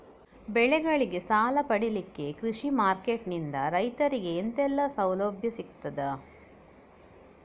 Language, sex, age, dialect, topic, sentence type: Kannada, female, 60-100, Coastal/Dakshin, agriculture, question